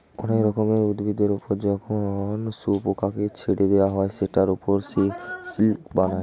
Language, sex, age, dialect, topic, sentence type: Bengali, male, 18-24, Standard Colloquial, agriculture, statement